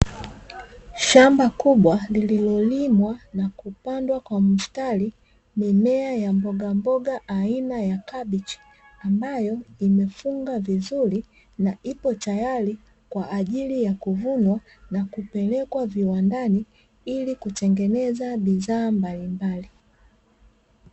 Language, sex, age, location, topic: Swahili, female, 25-35, Dar es Salaam, agriculture